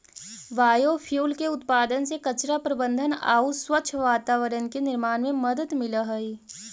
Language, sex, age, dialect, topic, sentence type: Magahi, female, 18-24, Central/Standard, banking, statement